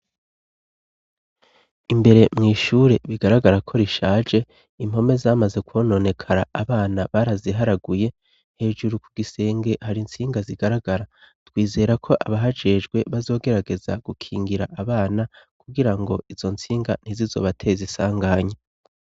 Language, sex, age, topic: Rundi, male, 36-49, education